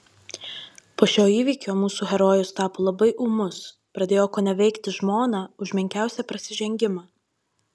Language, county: Lithuanian, Marijampolė